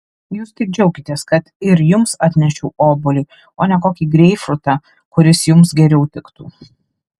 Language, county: Lithuanian, Alytus